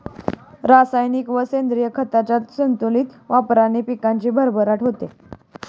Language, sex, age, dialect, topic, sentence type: Marathi, female, 18-24, Standard Marathi, agriculture, statement